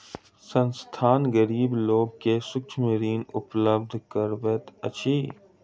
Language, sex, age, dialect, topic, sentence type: Maithili, male, 25-30, Southern/Standard, banking, statement